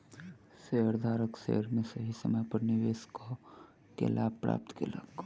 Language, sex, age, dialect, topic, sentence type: Maithili, male, 18-24, Southern/Standard, banking, statement